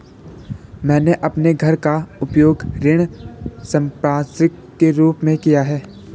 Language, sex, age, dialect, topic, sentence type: Hindi, male, 18-24, Garhwali, banking, statement